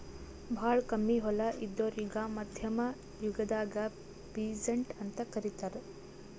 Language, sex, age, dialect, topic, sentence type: Kannada, female, 18-24, Northeastern, agriculture, statement